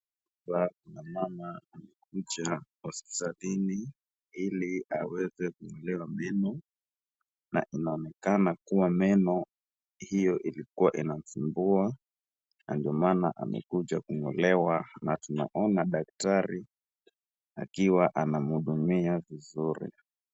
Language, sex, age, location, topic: Swahili, female, 36-49, Wajir, health